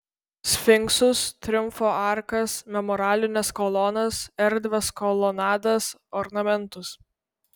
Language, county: Lithuanian, Vilnius